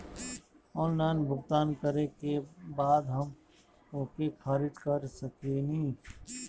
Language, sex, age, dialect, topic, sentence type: Bhojpuri, male, 31-35, Northern, banking, question